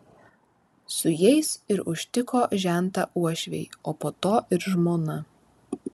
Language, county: Lithuanian, Vilnius